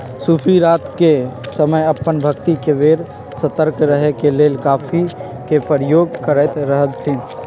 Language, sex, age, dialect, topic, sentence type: Magahi, male, 56-60, Western, agriculture, statement